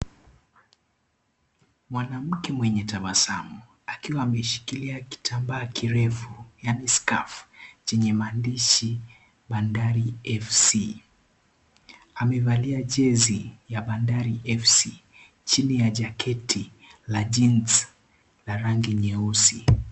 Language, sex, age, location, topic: Swahili, male, 18-24, Kisii, government